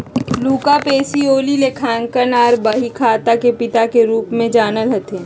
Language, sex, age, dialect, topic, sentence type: Magahi, female, 56-60, Southern, banking, statement